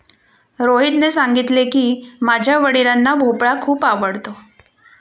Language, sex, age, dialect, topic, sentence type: Marathi, female, 41-45, Standard Marathi, agriculture, statement